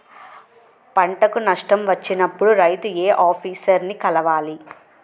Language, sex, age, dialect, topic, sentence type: Telugu, female, 18-24, Utterandhra, agriculture, question